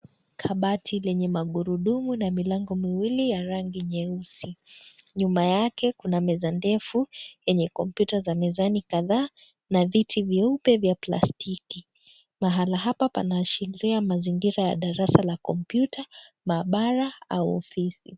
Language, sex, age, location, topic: Swahili, female, 18-24, Kisii, education